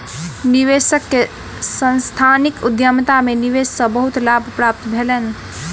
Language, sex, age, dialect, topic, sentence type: Maithili, female, 18-24, Southern/Standard, banking, statement